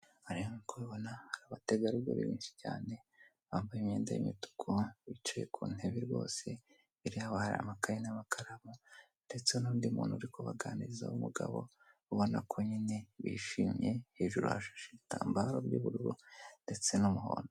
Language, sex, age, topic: Kinyarwanda, male, 25-35, government